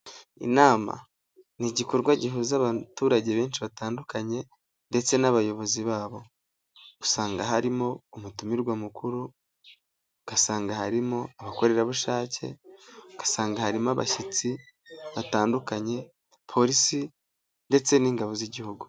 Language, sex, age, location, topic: Kinyarwanda, male, 18-24, Nyagatare, government